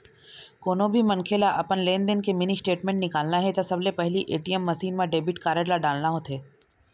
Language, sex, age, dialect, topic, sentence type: Chhattisgarhi, female, 31-35, Eastern, banking, statement